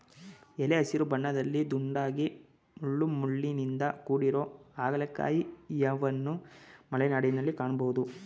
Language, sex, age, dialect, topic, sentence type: Kannada, male, 18-24, Mysore Kannada, agriculture, statement